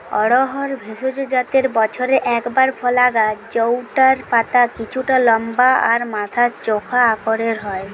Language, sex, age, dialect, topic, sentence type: Bengali, female, 18-24, Western, agriculture, statement